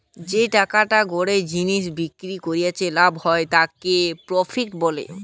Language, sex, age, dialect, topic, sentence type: Bengali, male, 18-24, Western, banking, statement